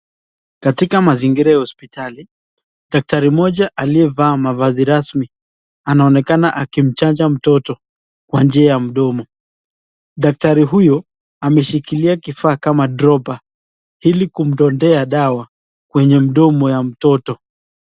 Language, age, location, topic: Swahili, 36-49, Nakuru, health